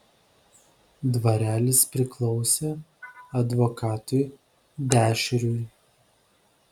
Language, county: Lithuanian, Vilnius